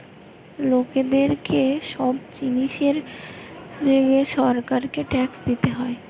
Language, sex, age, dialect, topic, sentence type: Bengali, female, 18-24, Western, banking, statement